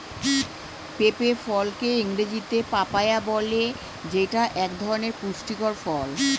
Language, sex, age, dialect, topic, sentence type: Bengali, male, 41-45, Standard Colloquial, agriculture, statement